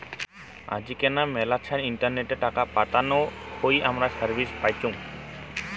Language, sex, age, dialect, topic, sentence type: Bengali, male, 18-24, Rajbangshi, banking, statement